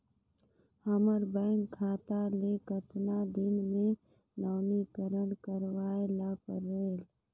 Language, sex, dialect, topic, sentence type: Chhattisgarhi, female, Northern/Bhandar, banking, question